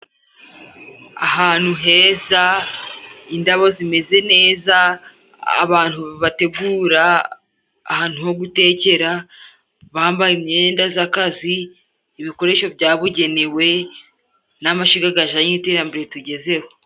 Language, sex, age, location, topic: Kinyarwanda, female, 18-24, Musanze, government